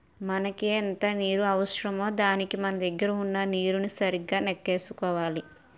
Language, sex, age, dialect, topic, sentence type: Telugu, female, 18-24, Utterandhra, agriculture, statement